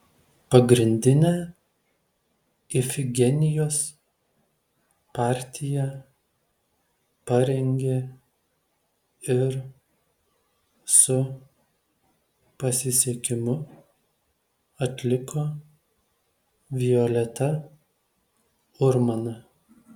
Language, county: Lithuanian, Telšiai